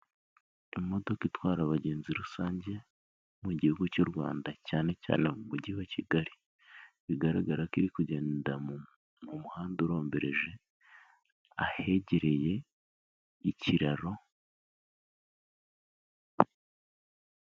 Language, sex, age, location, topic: Kinyarwanda, male, 18-24, Kigali, government